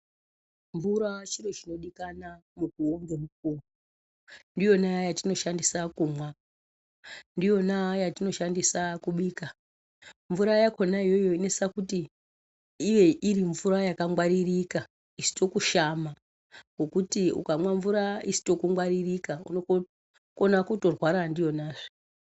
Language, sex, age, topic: Ndau, male, 36-49, health